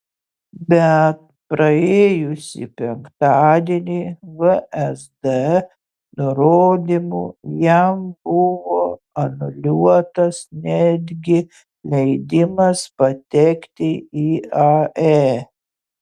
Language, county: Lithuanian, Utena